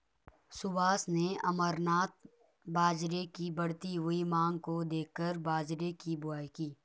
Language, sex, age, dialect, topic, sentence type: Hindi, male, 18-24, Garhwali, agriculture, statement